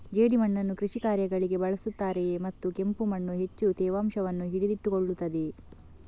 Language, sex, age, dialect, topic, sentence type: Kannada, female, 51-55, Coastal/Dakshin, agriculture, question